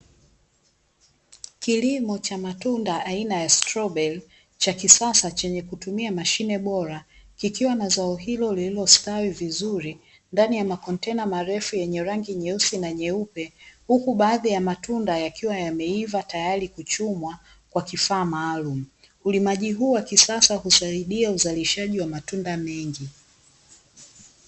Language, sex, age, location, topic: Swahili, female, 25-35, Dar es Salaam, agriculture